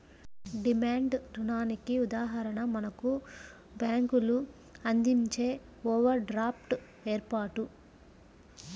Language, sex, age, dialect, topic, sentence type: Telugu, female, 25-30, Central/Coastal, banking, statement